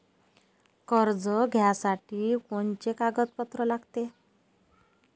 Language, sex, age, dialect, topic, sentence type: Marathi, female, 31-35, Varhadi, agriculture, question